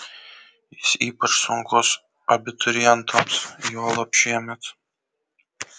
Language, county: Lithuanian, Kaunas